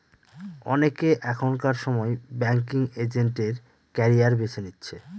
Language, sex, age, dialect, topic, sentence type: Bengali, male, 25-30, Northern/Varendri, banking, statement